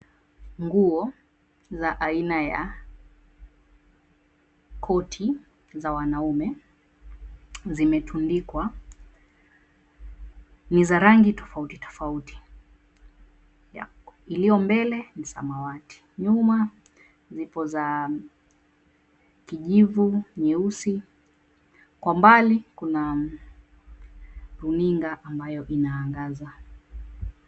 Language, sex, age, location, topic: Swahili, female, 25-35, Mombasa, government